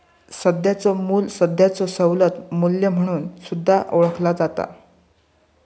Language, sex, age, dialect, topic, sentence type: Marathi, male, 18-24, Southern Konkan, banking, statement